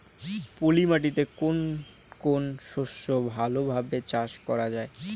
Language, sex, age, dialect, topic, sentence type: Bengali, male, 18-24, Rajbangshi, agriculture, question